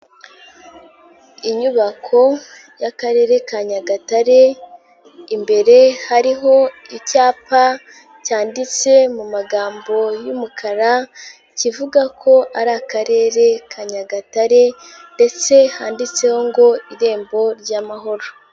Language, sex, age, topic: Kinyarwanda, female, 18-24, government